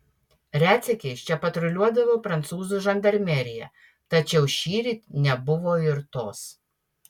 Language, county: Lithuanian, Utena